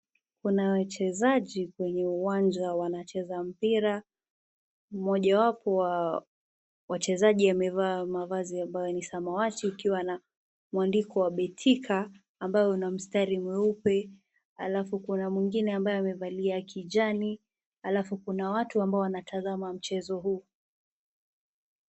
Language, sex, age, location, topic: Swahili, female, 18-24, Nakuru, government